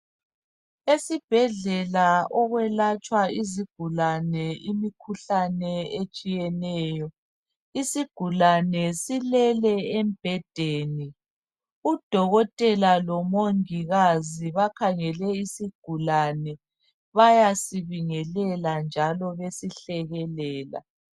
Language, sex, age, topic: North Ndebele, female, 36-49, health